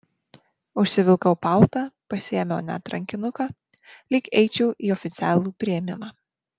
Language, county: Lithuanian, Marijampolė